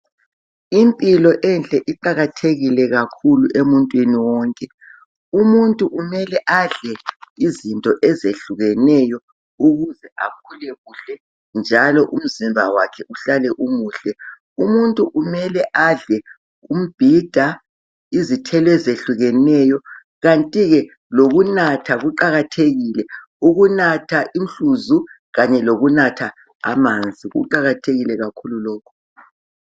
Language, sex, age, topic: North Ndebele, female, 50+, health